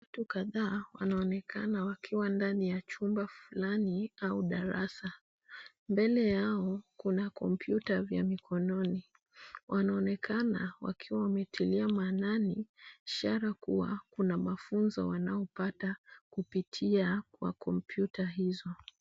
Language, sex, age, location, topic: Swahili, female, 25-35, Nairobi, education